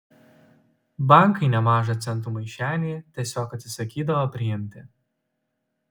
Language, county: Lithuanian, Utena